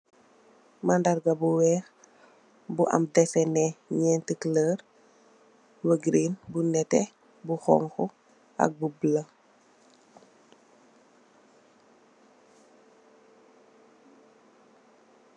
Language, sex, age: Wolof, female, 18-24